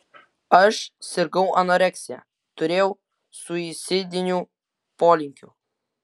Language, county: Lithuanian, Vilnius